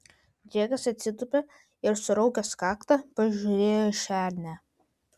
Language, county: Lithuanian, Vilnius